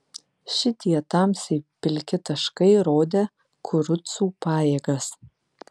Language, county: Lithuanian, Vilnius